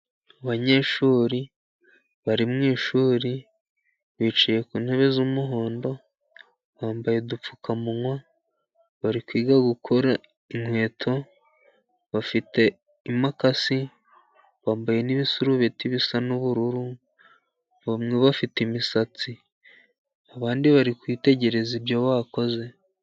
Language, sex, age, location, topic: Kinyarwanda, male, 50+, Musanze, education